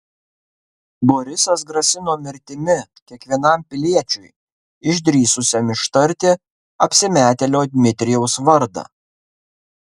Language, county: Lithuanian, Kaunas